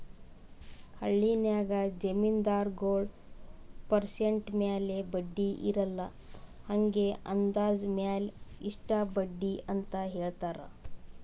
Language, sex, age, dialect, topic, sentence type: Kannada, female, 18-24, Northeastern, banking, statement